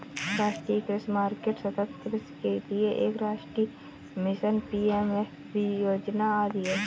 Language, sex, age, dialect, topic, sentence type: Hindi, female, 25-30, Marwari Dhudhari, agriculture, statement